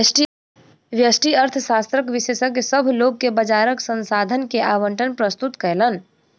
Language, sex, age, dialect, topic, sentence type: Maithili, female, 60-100, Southern/Standard, banking, statement